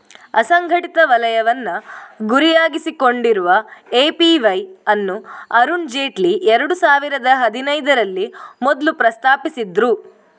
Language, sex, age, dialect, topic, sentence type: Kannada, female, 18-24, Coastal/Dakshin, banking, statement